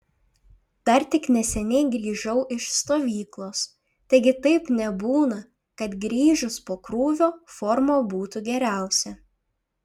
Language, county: Lithuanian, Šiauliai